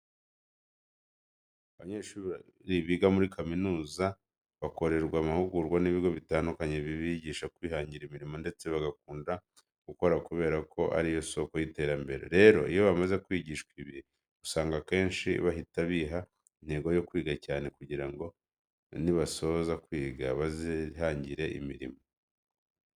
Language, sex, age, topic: Kinyarwanda, male, 25-35, education